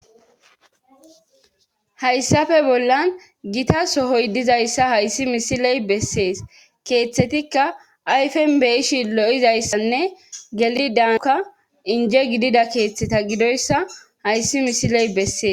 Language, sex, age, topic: Gamo, female, 25-35, government